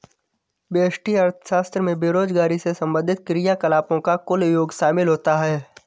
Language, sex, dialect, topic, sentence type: Hindi, male, Awadhi Bundeli, banking, statement